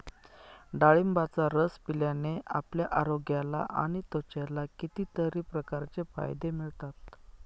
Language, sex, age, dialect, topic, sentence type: Marathi, male, 31-35, Northern Konkan, agriculture, statement